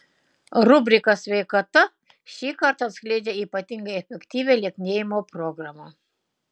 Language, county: Lithuanian, Utena